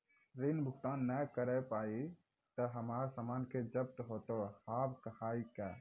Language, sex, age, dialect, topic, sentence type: Maithili, male, 18-24, Angika, banking, question